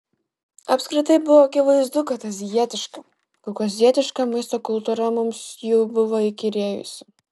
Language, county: Lithuanian, Klaipėda